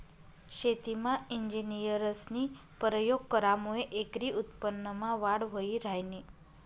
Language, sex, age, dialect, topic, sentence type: Marathi, male, 31-35, Northern Konkan, agriculture, statement